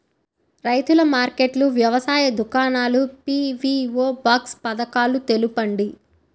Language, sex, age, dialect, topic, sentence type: Telugu, female, 18-24, Central/Coastal, agriculture, question